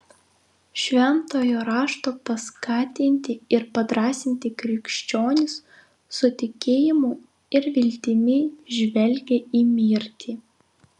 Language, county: Lithuanian, Vilnius